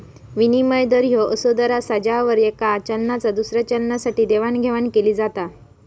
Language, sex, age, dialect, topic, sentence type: Marathi, female, 25-30, Southern Konkan, banking, statement